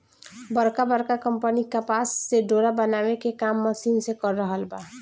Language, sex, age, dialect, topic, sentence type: Bhojpuri, female, 18-24, Southern / Standard, agriculture, statement